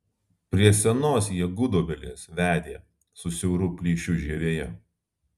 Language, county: Lithuanian, Alytus